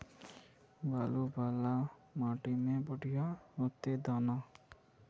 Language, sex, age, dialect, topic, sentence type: Magahi, male, 18-24, Northeastern/Surjapuri, agriculture, question